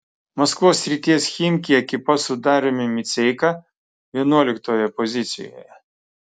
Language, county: Lithuanian, Klaipėda